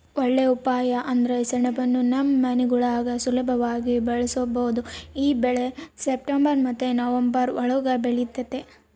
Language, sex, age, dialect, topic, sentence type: Kannada, female, 18-24, Central, agriculture, statement